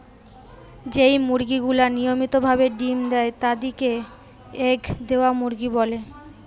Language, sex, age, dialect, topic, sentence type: Bengali, female, 18-24, Western, agriculture, statement